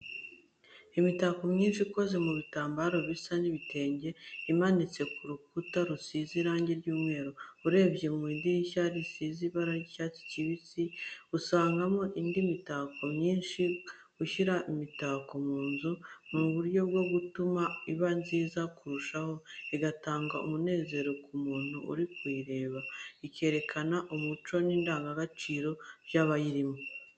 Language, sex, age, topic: Kinyarwanda, female, 36-49, education